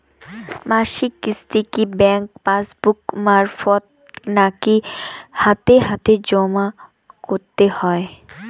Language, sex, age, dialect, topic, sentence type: Bengali, female, 18-24, Rajbangshi, banking, question